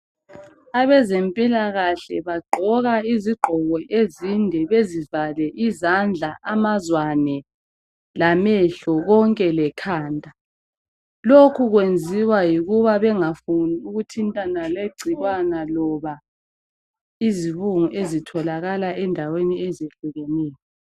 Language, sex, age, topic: North Ndebele, female, 25-35, health